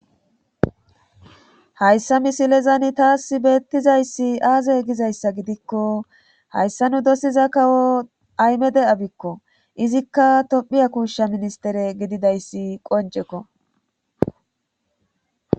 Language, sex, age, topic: Gamo, male, 18-24, government